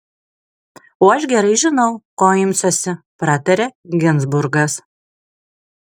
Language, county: Lithuanian, Kaunas